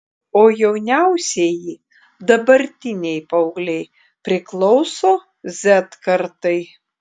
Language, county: Lithuanian, Klaipėda